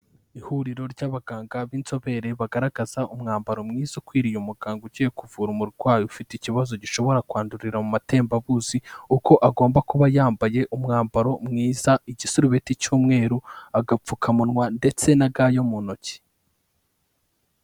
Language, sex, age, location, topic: Kinyarwanda, male, 18-24, Kigali, health